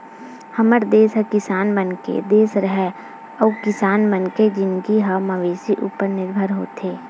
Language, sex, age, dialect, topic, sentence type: Chhattisgarhi, female, 18-24, Western/Budati/Khatahi, agriculture, statement